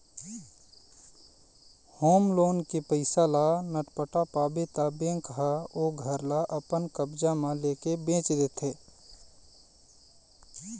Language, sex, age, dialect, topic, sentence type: Chhattisgarhi, male, 31-35, Eastern, banking, statement